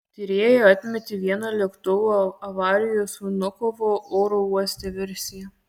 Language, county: Lithuanian, Kaunas